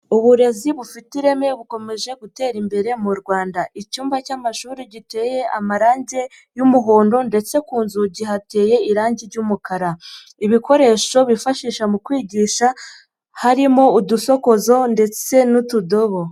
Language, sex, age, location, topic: Kinyarwanda, female, 50+, Nyagatare, education